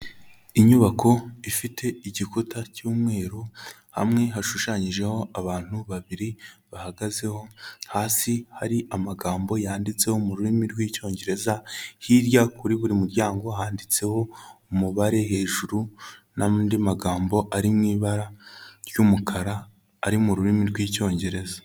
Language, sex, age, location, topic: Kinyarwanda, male, 18-24, Kigali, health